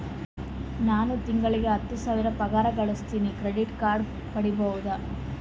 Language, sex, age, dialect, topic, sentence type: Kannada, female, 18-24, Northeastern, banking, question